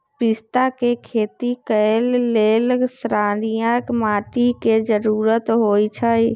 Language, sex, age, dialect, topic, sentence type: Magahi, male, 25-30, Western, agriculture, statement